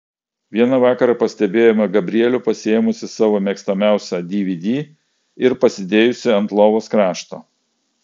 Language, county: Lithuanian, Klaipėda